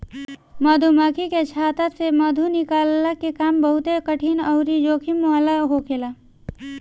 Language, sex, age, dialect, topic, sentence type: Bhojpuri, female, 18-24, Northern, agriculture, statement